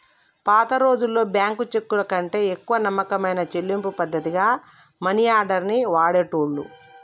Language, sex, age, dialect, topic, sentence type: Telugu, female, 25-30, Telangana, banking, statement